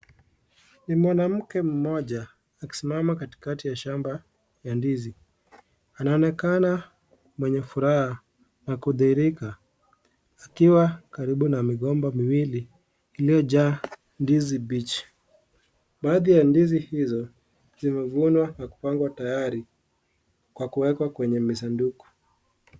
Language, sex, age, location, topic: Swahili, male, 18-24, Kisii, agriculture